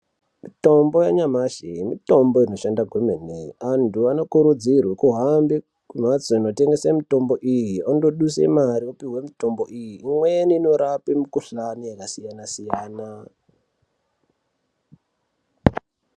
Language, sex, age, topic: Ndau, male, 36-49, health